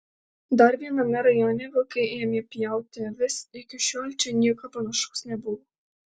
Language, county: Lithuanian, Alytus